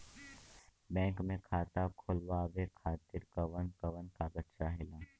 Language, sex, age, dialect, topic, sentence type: Bhojpuri, male, 18-24, Western, banking, question